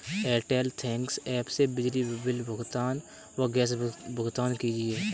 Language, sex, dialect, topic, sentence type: Hindi, male, Kanauji Braj Bhasha, banking, statement